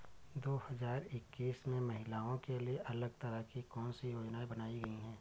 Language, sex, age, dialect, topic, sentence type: Hindi, male, 25-30, Awadhi Bundeli, banking, question